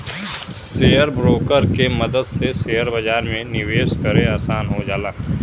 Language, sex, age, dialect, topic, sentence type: Bhojpuri, male, 25-30, Western, banking, statement